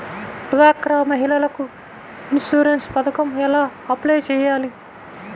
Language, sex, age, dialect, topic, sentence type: Telugu, female, 25-30, Central/Coastal, banking, question